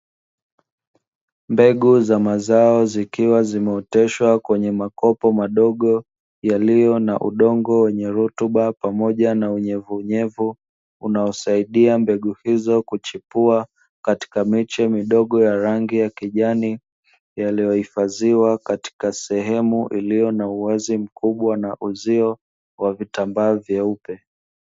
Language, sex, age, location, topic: Swahili, male, 25-35, Dar es Salaam, agriculture